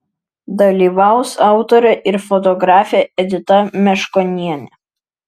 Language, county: Lithuanian, Vilnius